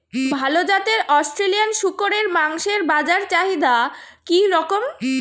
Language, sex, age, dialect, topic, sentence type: Bengali, female, 36-40, Standard Colloquial, agriculture, question